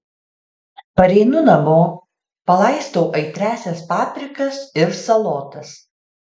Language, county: Lithuanian, Alytus